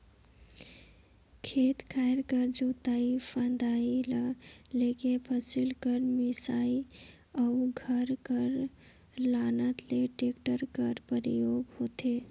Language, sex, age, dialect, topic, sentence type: Chhattisgarhi, female, 18-24, Northern/Bhandar, agriculture, statement